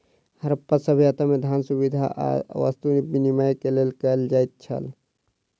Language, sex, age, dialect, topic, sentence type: Maithili, male, 36-40, Southern/Standard, banking, statement